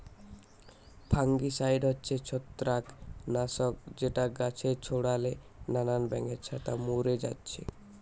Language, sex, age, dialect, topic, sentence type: Bengali, male, 18-24, Western, agriculture, statement